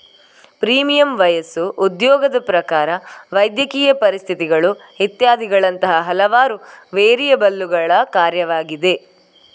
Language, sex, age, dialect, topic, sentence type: Kannada, female, 18-24, Coastal/Dakshin, banking, statement